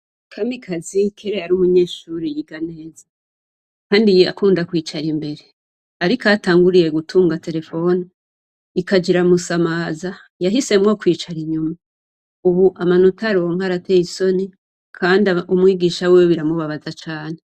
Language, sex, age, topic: Rundi, female, 25-35, education